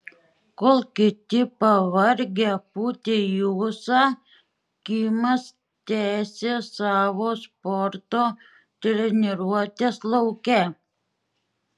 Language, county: Lithuanian, Šiauliai